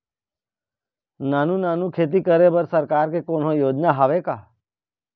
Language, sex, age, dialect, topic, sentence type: Chhattisgarhi, male, 25-30, Eastern, agriculture, question